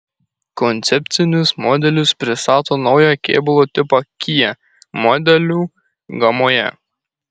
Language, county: Lithuanian, Kaunas